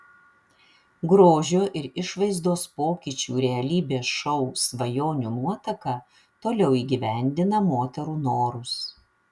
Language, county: Lithuanian, Vilnius